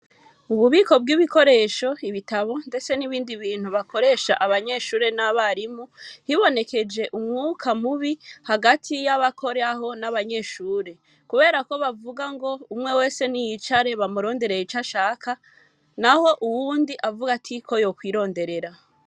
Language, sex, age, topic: Rundi, female, 25-35, education